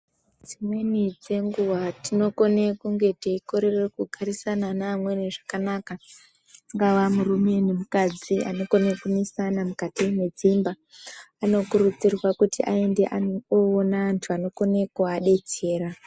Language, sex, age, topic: Ndau, male, 18-24, health